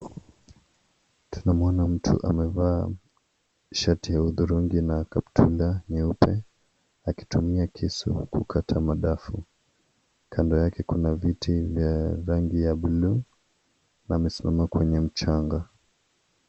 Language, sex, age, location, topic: Swahili, male, 25-35, Mombasa, agriculture